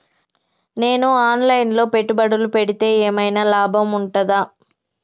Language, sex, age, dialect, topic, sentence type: Telugu, female, 31-35, Telangana, banking, question